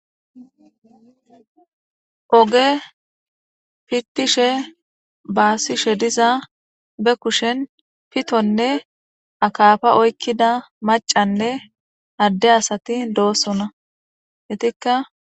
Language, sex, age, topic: Gamo, female, 18-24, government